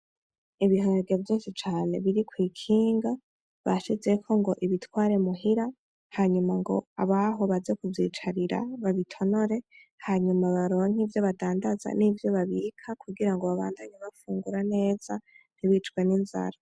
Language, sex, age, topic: Rundi, female, 18-24, agriculture